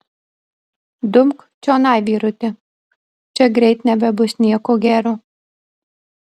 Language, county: Lithuanian, Marijampolė